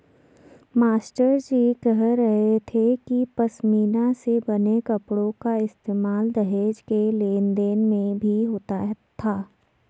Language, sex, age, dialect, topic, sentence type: Hindi, female, 60-100, Garhwali, agriculture, statement